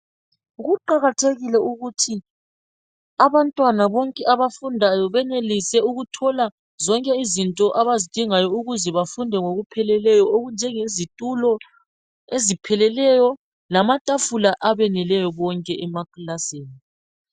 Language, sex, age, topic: North Ndebele, female, 36-49, education